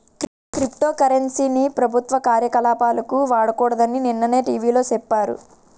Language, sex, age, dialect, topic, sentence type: Telugu, female, 18-24, Utterandhra, banking, statement